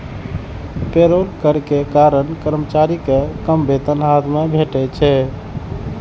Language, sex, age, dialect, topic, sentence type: Maithili, male, 31-35, Eastern / Thethi, banking, statement